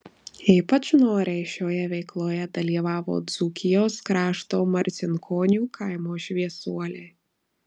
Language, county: Lithuanian, Marijampolė